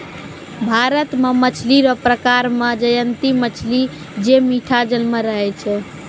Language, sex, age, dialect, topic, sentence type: Maithili, female, 18-24, Angika, agriculture, statement